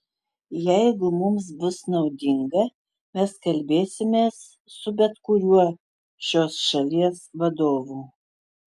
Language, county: Lithuanian, Utena